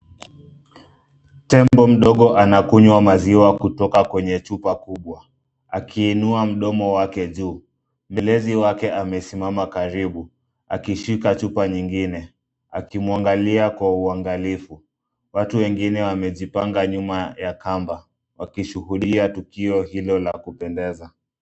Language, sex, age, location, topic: Swahili, male, 25-35, Nairobi, government